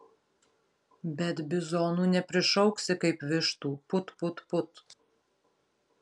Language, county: Lithuanian, Marijampolė